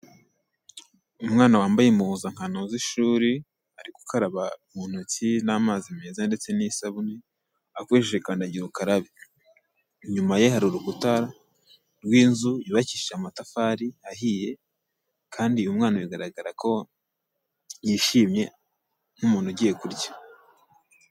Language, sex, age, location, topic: Kinyarwanda, male, 18-24, Kigali, health